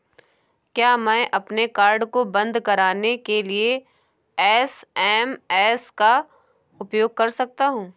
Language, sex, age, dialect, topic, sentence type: Hindi, female, 18-24, Awadhi Bundeli, banking, question